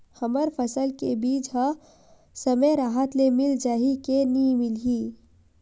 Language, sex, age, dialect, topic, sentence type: Chhattisgarhi, female, 18-24, Western/Budati/Khatahi, agriculture, question